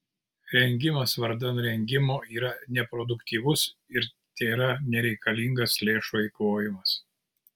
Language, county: Lithuanian, Kaunas